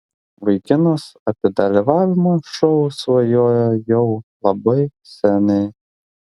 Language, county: Lithuanian, Klaipėda